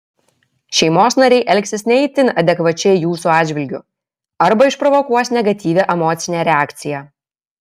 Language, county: Lithuanian, Kaunas